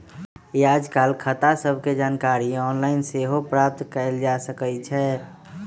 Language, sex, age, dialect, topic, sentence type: Magahi, male, 25-30, Western, banking, statement